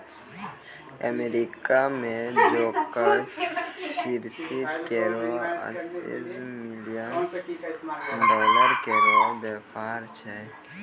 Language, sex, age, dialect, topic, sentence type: Maithili, male, 18-24, Angika, agriculture, statement